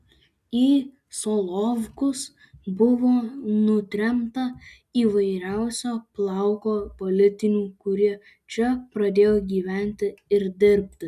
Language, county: Lithuanian, Alytus